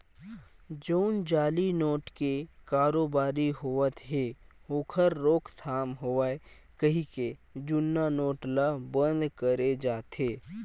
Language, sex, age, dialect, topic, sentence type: Chhattisgarhi, male, 18-24, Western/Budati/Khatahi, banking, statement